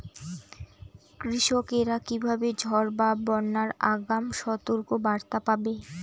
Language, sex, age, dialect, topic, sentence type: Bengali, female, 18-24, Rajbangshi, agriculture, question